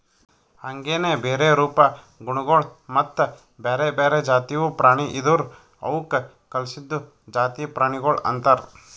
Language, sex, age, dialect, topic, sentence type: Kannada, male, 31-35, Northeastern, agriculture, statement